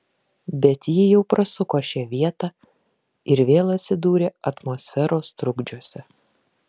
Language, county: Lithuanian, Kaunas